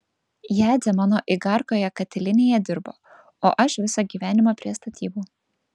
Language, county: Lithuanian, Vilnius